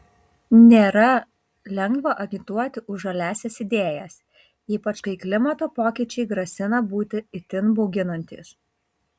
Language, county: Lithuanian, Kaunas